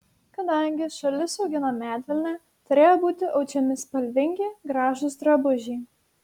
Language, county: Lithuanian, Šiauliai